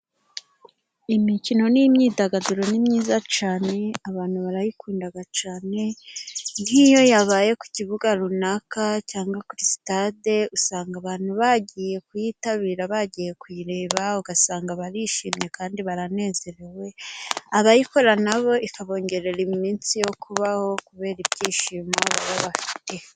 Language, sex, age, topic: Kinyarwanda, female, 25-35, government